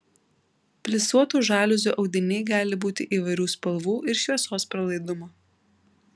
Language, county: Lithuanian, Vilnius